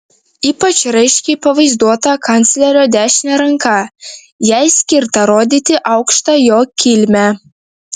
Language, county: Lithuanian, Vilnius